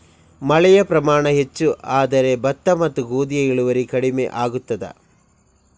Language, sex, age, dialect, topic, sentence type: Kannada, male, 56-60, Coastal/Dakshin, agriculture, question